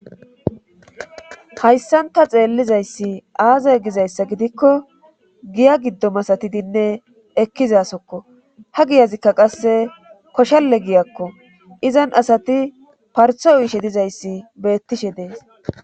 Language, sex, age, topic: Gamo, female, 25-35, government